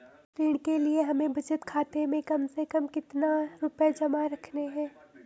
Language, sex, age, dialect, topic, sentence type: Hindi, female, 18-24, Garhwali, banking, question